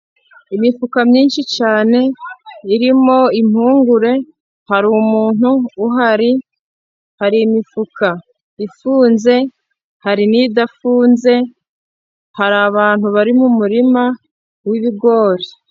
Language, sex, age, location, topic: Kinyarwanda, female, 25-35, Musanze, agriculture